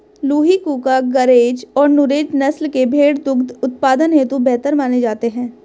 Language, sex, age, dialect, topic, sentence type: Hindi, female, 18-24, Marwari Dhudhari, agriculture, statement